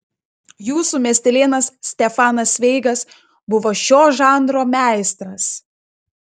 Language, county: Lithuanian, Klaipėda